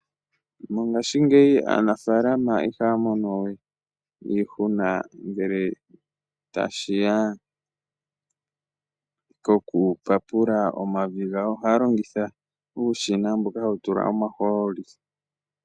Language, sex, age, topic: Oshiwambo, male, 18-24, agriculture